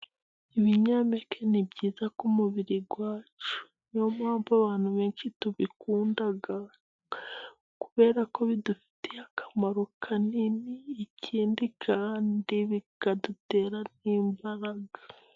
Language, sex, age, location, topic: Kinyarwanda, female, 18-24, Musanze, agriculture